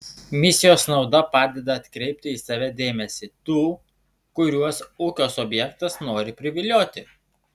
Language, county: Lithuanian, Šiauliai